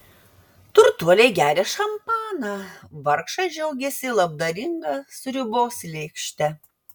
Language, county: Lithuanian, Vilnius